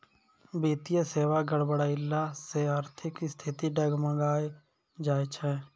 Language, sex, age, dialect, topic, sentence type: Maithili, male, 56-60, Angika, banking, statement